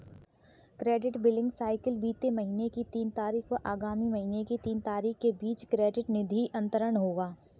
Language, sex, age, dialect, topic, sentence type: Hindi, female, 18-24, Kanauji Braj Bhasha, banking, statement